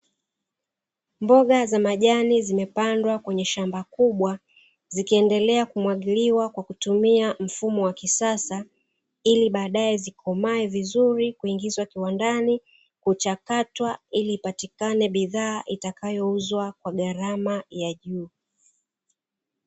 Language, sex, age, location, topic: Swahili, female, 36-49, Dar es Salaam, agriculture